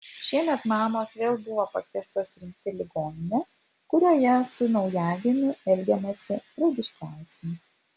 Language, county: Lithuanian, Vilnius